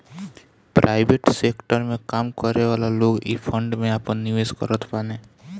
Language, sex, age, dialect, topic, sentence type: Bhojpuri, male, 25-30, Northern, banking, statement